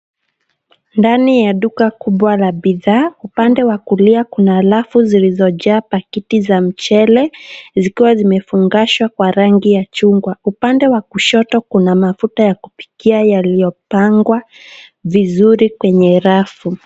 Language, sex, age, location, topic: Swahili, female, 18-24, Nairobi, finance